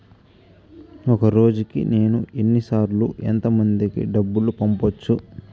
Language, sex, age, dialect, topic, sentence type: Telugu, male, 18-24, Southern, banking, question